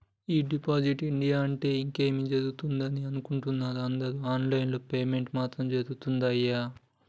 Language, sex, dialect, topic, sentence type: Telugu, male, Telangana, banking, statement